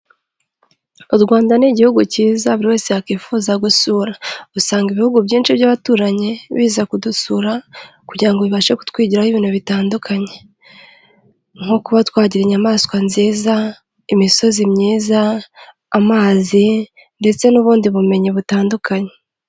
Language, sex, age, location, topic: Kinyarwanda, female, 25-35, Kigali, health